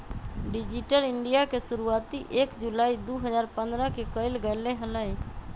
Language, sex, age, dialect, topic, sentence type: Magahi, female, 25-30, Western, banking, statement